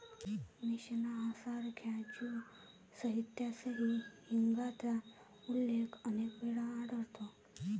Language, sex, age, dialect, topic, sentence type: Marathi, female, 18-24, Varhadi, agriculture, statement